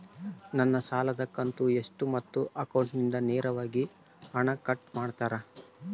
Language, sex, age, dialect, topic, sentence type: Kannada, male, 25-30, Central, banking, question